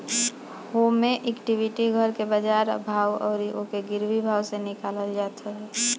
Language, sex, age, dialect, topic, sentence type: Bhojpuri, female, 31-35, Northern, banking, statement